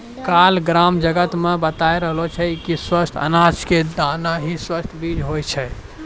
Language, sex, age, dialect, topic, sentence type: Maithili, male, 41-45, Angika, agriculture, statement